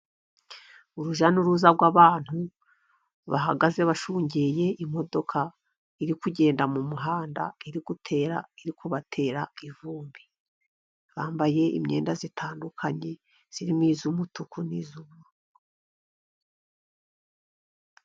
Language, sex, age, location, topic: Kinyarwanda, female, 50+, Musanze, government